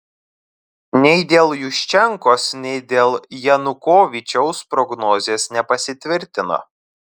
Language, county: Lithuanian, Telšiai